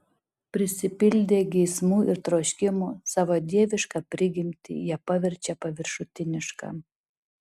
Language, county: Lithuanian, Šiauliai